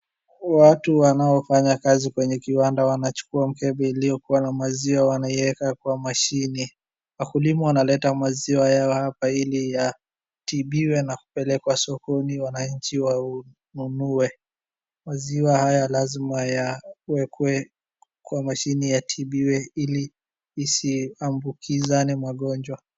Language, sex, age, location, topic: Swahili, male, 50+, Wajir, agriculture